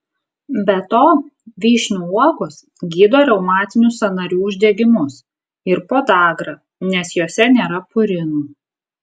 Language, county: Lithuanian, Kaunas